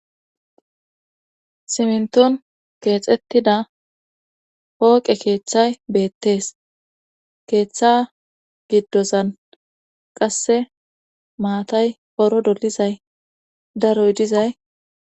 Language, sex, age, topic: Gamo, female, 18-24, government